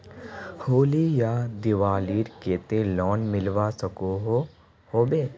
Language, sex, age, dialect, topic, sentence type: Magahi, male, 18-24, Northeastern/Surjapuri, banking, question